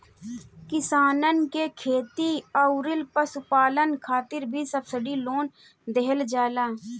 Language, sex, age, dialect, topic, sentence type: Bhojpuri, female, 31-35, Northern, banking, statement